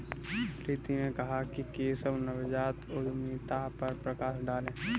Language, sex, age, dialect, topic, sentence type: Hindi, male, 18-24, Kanauji Braj Bhasha, banking, statement